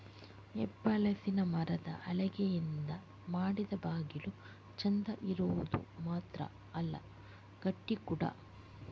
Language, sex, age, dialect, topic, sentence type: Kannada, female, 18-24, Coastal/Dakshin, agriculture, statement